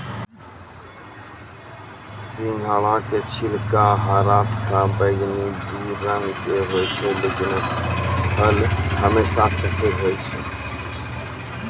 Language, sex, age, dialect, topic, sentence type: Maithili, male, 46-50, Angika, agriculture, statement